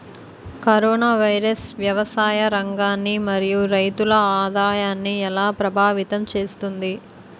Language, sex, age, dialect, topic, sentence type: Telugu, female, 18-24, Utterandhra, agriculture, question